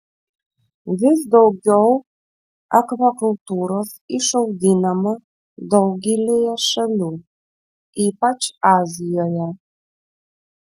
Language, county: Lithuanian, Vilnius